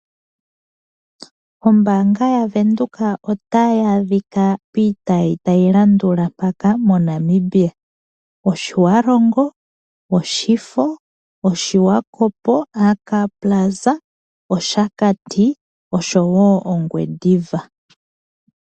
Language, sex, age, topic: Oshiwambo, female, 25-35, finance